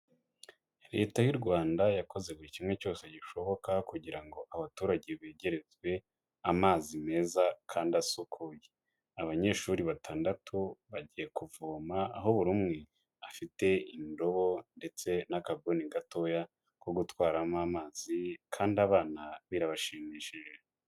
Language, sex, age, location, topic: Kinyarwanda, male, 25-35, Huye, health